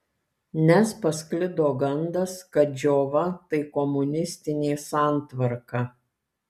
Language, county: Lithuanian, Kaunas